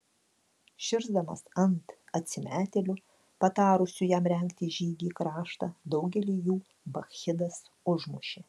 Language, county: Lithuanian, Klaipėda